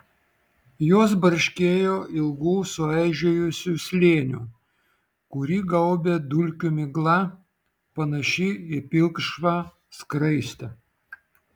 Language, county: Lithuanian, Vilnius